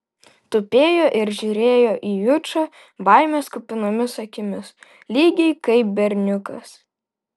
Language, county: Lithuanian, Vilnius